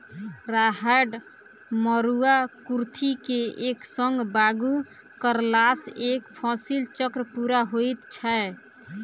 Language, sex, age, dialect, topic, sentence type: Maithili, female, 18-24, Southern/Standard, agriculture, statement